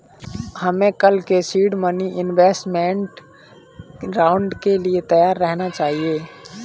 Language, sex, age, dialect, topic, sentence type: Hindi, male, 18-24, Kanauji Braj Bhasha, banking, statement